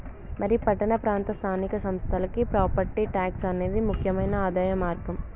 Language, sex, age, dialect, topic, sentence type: Telugu, male, 18-24, Telangana, banking, statement